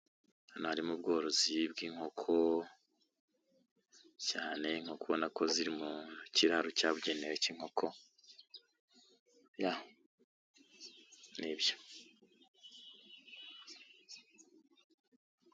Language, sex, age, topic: Kinyarwanda, male, 25-35, agriculture